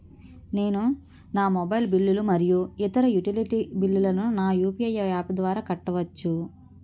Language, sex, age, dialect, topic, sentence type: Telugu, female, 31-35, Utterandhra, banking, statement